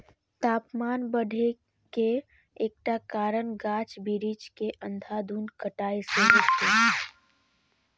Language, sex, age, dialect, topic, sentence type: Maithili, female, 31-35, Eastern / Thethi, agriculture, statement